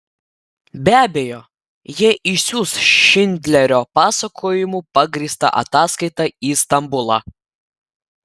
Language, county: Lithuanian, Klaipėda